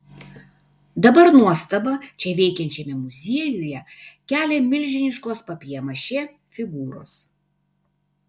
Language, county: Lithuanian, Vilnius